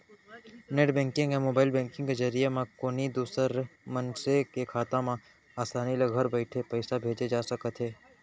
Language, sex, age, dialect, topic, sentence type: Chhattisgarhi, male, 18-24, Central, banking, statement